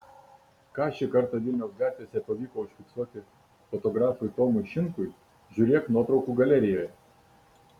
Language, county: Lithuanian, Kaunas